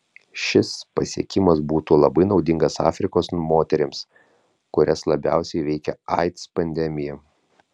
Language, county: Lithuanian, Vilnius